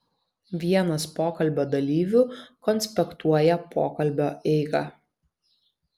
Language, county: Lithuanian, Vilnius